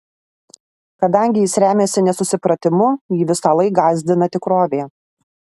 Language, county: Lithuanian, Alytus